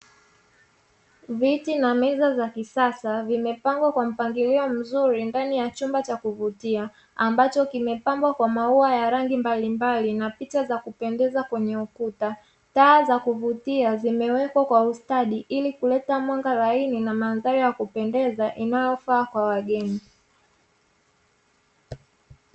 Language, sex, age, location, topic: Swahili, female, 25-35, Dar es Salaam, finance